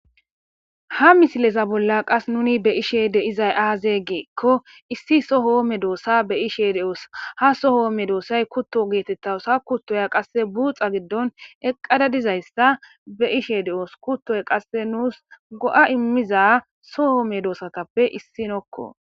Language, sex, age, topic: Gamo, female, 18-24, agriculture